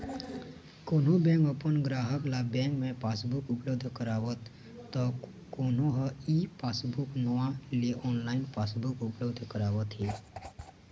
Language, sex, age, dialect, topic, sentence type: Chhattisgarhi, male, 18-24, Eastern, banking, statement